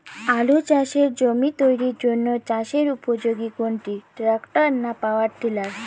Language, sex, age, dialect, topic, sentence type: Bengali, female, 18-24, Rajbangshi, agriculture, question